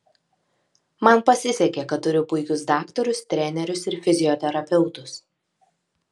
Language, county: Lithuanian, Alytus